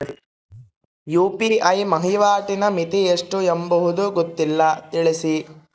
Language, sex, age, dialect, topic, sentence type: Kannada, male, 60-100, Central, banking, question